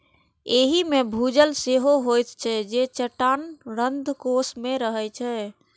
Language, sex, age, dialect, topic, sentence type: Maithili, female, 18-24, Eastern / Thethi, agriculture, statement